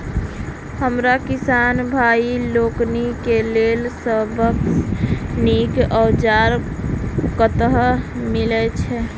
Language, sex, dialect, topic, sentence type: Maithili, female, Southern/Standard, agriculture, question